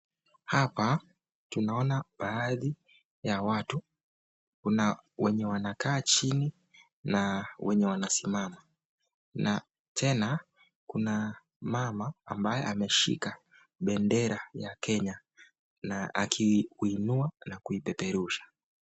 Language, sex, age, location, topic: Swahili, male, 25-35, Nakuru, government